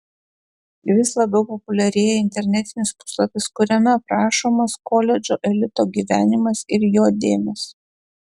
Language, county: Lithuanian, Klaipėda